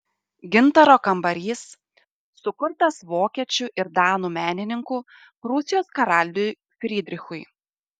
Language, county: Lithuanian, Šiauliai